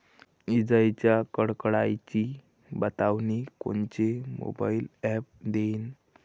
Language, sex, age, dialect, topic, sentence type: Marathi, male, 18-24, Varhadi, agriculture, question